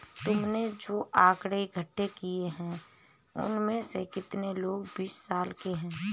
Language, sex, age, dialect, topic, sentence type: Hindi, female, 31-35, Marwari Dhudhari, banking, statement